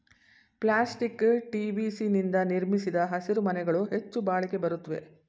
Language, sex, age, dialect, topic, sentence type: Kannada, female, 60-100, Mysore Kannada, agriculture, statement